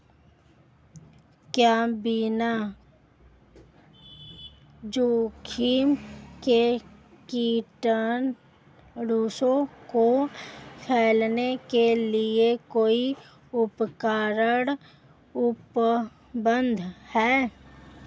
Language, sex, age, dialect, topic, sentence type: Hindi, female, 25-30, Marwari Dhudhari, agriculture, question